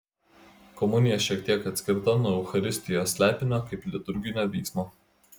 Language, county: Lithuanian, Klaipėda